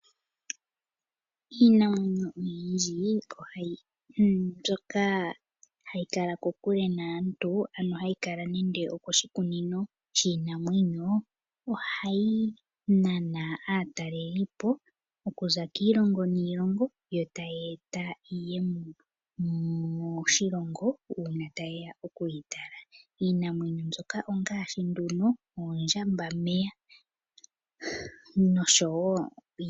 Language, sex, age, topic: Oshiwambo, female, 25-35, agriculture